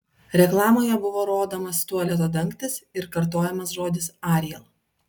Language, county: Lithuanian, Vilnius